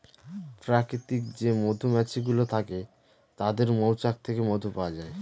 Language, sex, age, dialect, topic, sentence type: Bengali, male, 25-30, Northern/Varendri, agriculture, statement